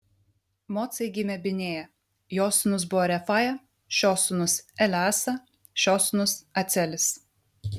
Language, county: Lithuanian, Vilnius